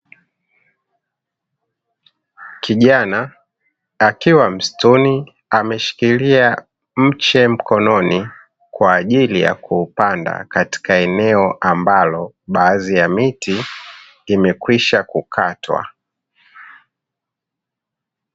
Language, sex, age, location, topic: Swahili, male, 25-35, Dar es Salaam, agriculture